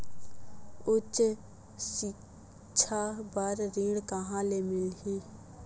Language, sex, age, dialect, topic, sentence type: Chhattisgarhi, female, 18-24, Western/Budati/Khatahi, banking, question